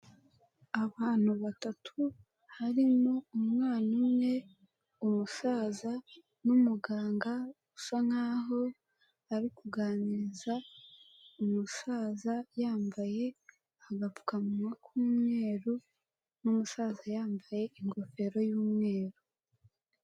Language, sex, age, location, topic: Kinyarwanda, female, 18-24, Kigali, health